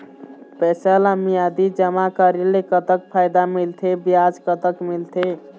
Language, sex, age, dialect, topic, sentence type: Chhattisgarhi, male, 18-24, Eastern, banking, question